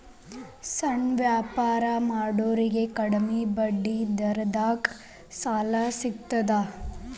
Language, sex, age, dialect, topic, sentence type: Kannada, male, 18-24, Dharwad Kannada, banking, question